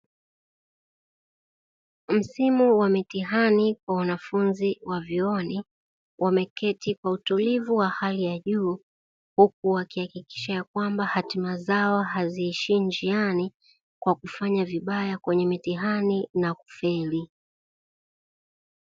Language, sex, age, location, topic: Swahili, female, 36-49, Dar es Salaam, education